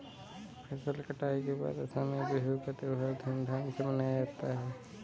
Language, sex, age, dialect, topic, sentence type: Hindi, male, 18-24, Kanauji Braj Bhasha, agriculture, statement